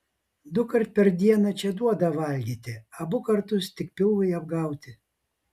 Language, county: Lithuanian, Vilnius